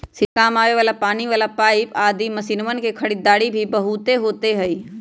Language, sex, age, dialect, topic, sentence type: Magahi, female, 31-35, Western, agriculture, statement